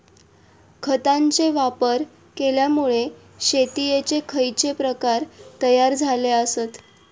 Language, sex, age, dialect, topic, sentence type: Marathi, female, 18-24, Southern Konkan, agriculture, question